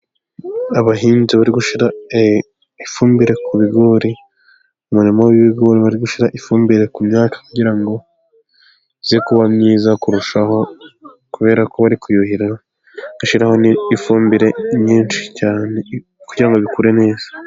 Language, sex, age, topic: Kinyarwanda, male, 18-24, agriculture